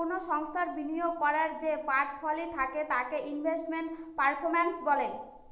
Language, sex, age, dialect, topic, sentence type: Bengali, female, 25-30, Northern/Varendri, banking, statement